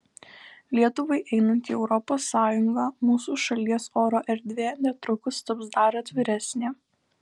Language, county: Lithuanian, Alytus